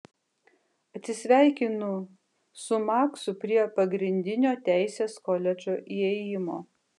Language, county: Lithuanian, Kaunas